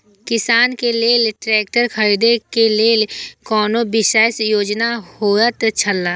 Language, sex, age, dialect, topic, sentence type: Maithili, female, 25-30, Eastern / Thethi, agriculture, statement